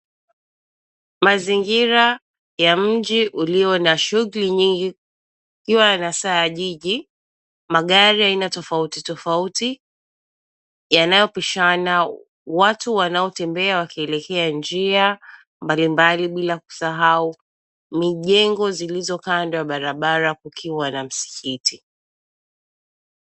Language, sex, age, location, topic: Swahili, female, 25-35, Mombasa, government